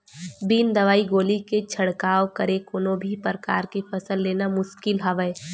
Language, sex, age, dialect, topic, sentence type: Chhattisgarhi, female, 18-24, Western/Budati/Khatahi, agriculture, statement